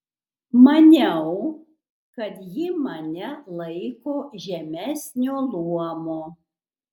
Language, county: Lithuanian, Kaunas